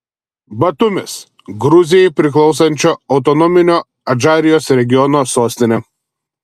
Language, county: Lithuanian, Telšiai